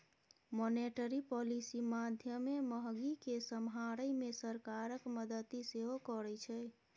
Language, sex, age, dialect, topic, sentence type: Maithili, female, 18-24, Bajjika, banking, statement